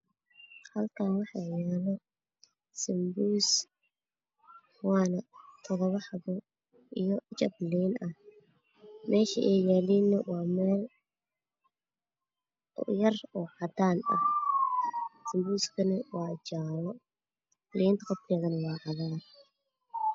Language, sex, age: Somali, female, 18-24